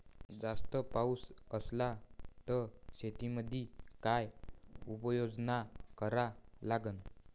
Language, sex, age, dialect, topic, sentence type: Marathi, male, 51-55, Varhadi, agriculture, question